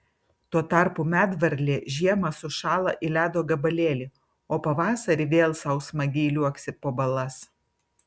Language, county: Lithuanian, Vilnius